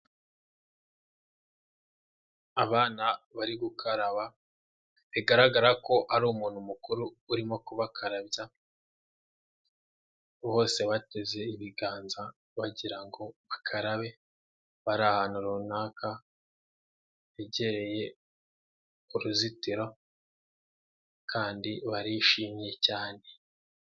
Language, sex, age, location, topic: Kinyarwanda, male, 18-24, Huye, health